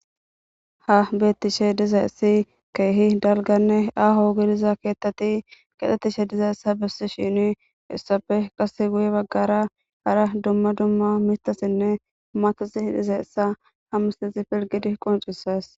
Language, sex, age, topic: Gamo, female, 18-24, government